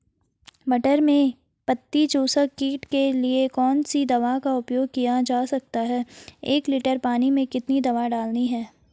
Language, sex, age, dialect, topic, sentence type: Hindi, female, 18-24, Garhwali, agriculture, question